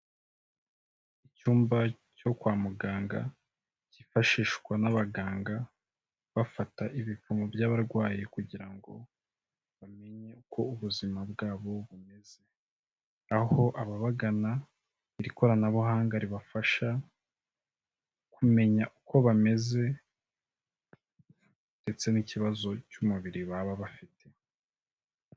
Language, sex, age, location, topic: Kinyarwanda, male, 25-35, Kigali, health